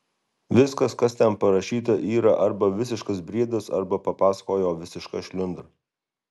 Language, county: Lithuanian, Alytus